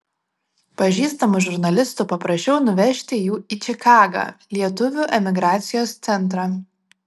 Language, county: Lithuanian, Vilnius